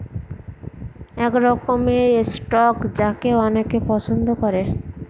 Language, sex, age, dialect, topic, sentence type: Bengali, female, 18-24, Northern/Varendri, banking, statement